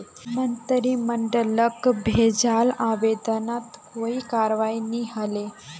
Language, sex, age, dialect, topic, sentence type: Magahi, female, 18-24, Northeastern/Surjapuri, banking, statement